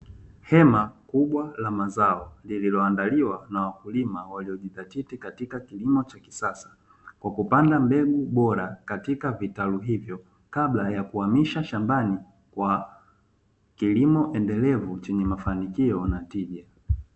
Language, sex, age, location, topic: Swahili, male, 25-35, Dar es Salaam, agriculture